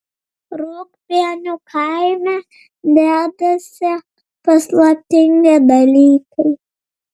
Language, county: Lithuanian, Vilnius